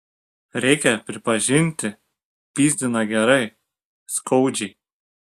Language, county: Lithuanian, Šiauliai